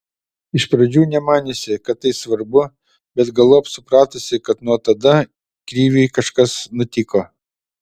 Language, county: Lithuanian, Utena